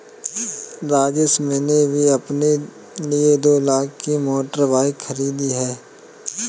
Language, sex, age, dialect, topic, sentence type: Hindi, male, 18-24, Kanauji Braj Bhasha, banking, statement